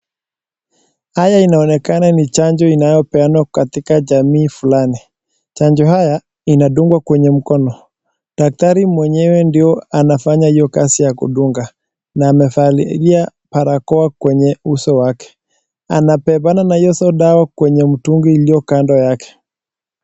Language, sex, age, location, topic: Swahili, male, 18-24, Nakuru, health